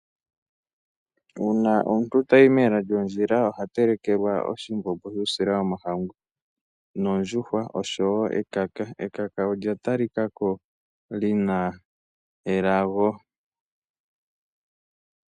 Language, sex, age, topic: Oshiwambo, male, 18-24, agriculture